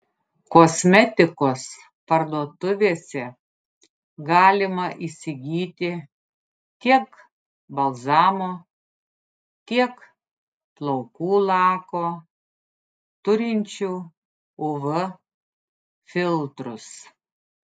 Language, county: Lithuanian, Klaipėda